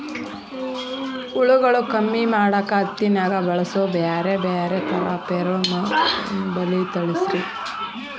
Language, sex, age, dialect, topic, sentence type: Kannada, female, 31-35, Dharwad Kannada, agriculture, question